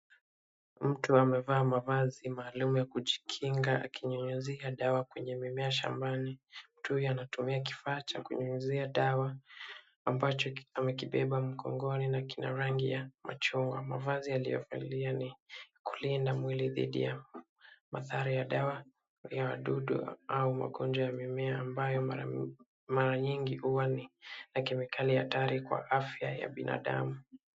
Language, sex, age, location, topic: Swahili, male, 25-35, Kisumu, health